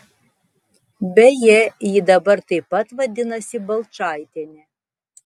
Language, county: Lithuanian, Tauragė